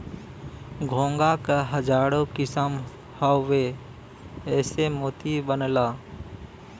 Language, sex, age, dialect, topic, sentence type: Bhojpuri, male, 18-24, Western, agriculture, statement